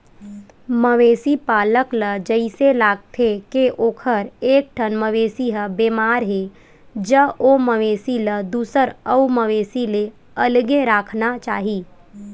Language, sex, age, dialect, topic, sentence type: Chhattisgarhi, female, 18-24, Western/Budati/Khatahi, agriculture, statement